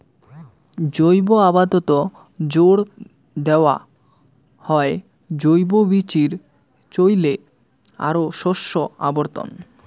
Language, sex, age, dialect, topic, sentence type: Bengali, male, 18-24, Rajbangshi, agriculture, statement